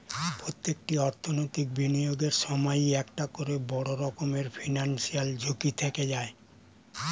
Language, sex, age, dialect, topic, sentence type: Bengali, male, 60-100, Standard Colloquial, banking, statement